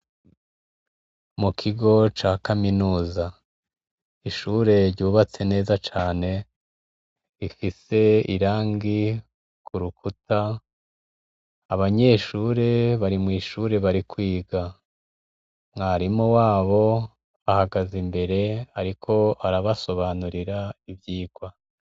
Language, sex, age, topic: Rundi, male, 36-49, education